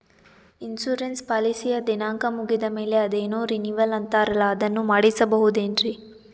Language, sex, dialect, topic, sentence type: Kannada, female, Northeastern, banking, question